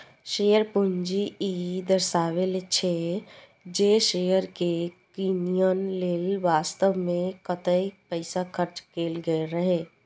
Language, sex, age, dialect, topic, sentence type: Maithili, female, 18-24, Eastern / Thethi, banking, statement